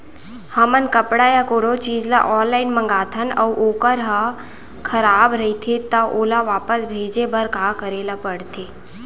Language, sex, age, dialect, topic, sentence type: Chhattisgarhi, female, 18-24, Central, agriculture, question